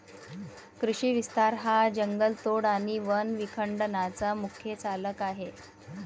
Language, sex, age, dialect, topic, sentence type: Marathi, female, 36-40, Varhadi, agriculture, statement